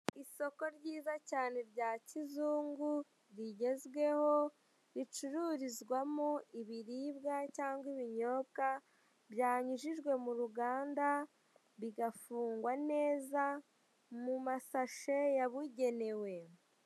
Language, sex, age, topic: Kinyarwanda, male, 18-24, finance